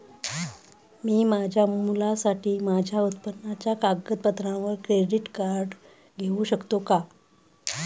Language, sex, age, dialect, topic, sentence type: Marathi, female, 31-35, Standard Marathi, banking, question